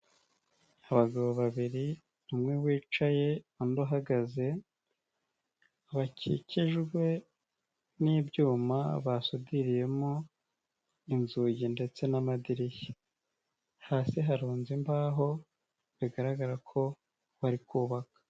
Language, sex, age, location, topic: Kinyarwanda, male, 18-24, Nyagatare, government